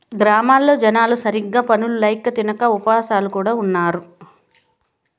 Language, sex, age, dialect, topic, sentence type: Telugu, female, 31-35, Southern, banking, statement